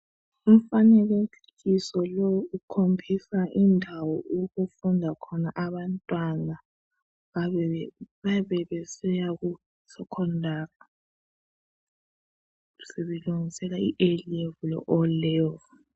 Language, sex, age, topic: North Ndebele, male, 36-49, education